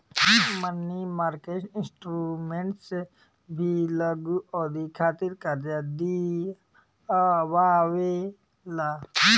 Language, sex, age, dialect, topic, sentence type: Bhojpuri, male, 18-24, Southern / Standard, banking, statement